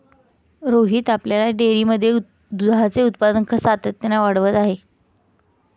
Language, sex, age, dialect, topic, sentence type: Marathi, female, 18-24, Standard Marathi, agriculture, statement